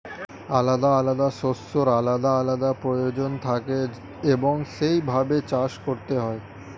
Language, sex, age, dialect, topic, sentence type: Bengali, male, 25-30, Standard Colloquial, agriculture, statement